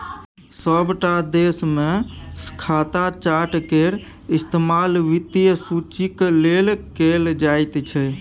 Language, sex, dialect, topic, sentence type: Maithili, male, Bajjika, banking, statement